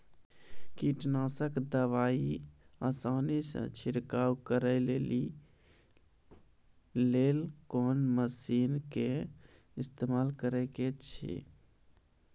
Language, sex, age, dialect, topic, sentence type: Maithili, male, 25-30, Angika, agriculture, question